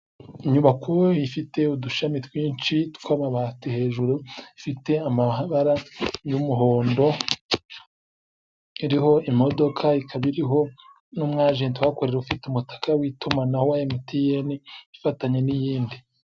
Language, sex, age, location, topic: Kinyarwanda, male, 25-35, Musanze, finance